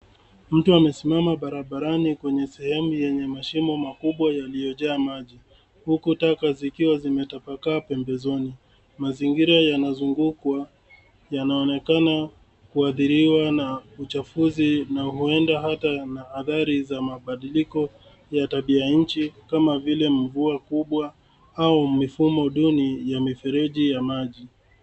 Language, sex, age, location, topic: Swahili, male, 36-49, Nairobi, government